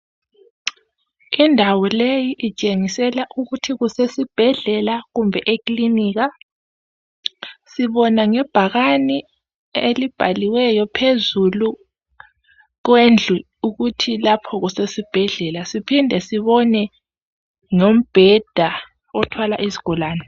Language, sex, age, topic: North Ndebele, female, 25-35, health